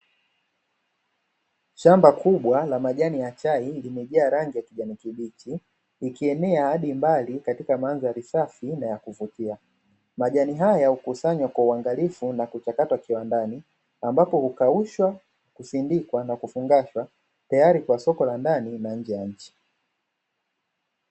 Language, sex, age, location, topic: Swahili, male, 25-35, Dar es Salaam, agriculture